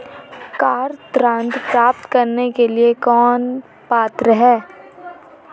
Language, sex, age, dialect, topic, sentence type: Hindi, female, 18-24, Marwari Dhudhari, banking, question